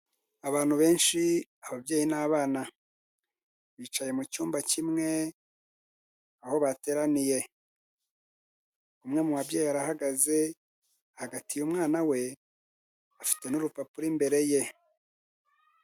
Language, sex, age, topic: Kinyarwanda, male, 25-35, health